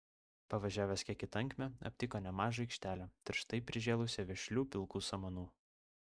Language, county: Lithuanian, Vilnius